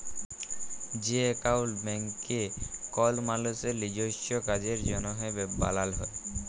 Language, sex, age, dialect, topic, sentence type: Bengali, female, 18-24, Jharkhandi, banking, statement